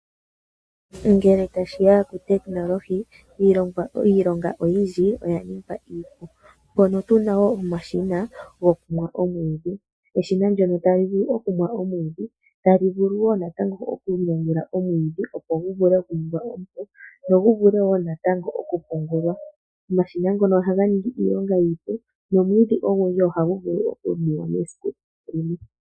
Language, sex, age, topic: Oshiwambo, female, 25-35, agriculture